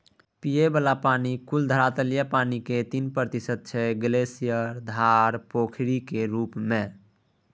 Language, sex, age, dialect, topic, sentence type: Maithili, male, 18-24, Bajjika, agriculture, statement